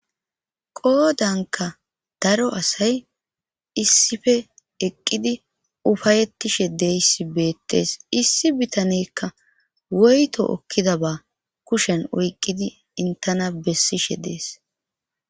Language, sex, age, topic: Gamo, female, 25-35, government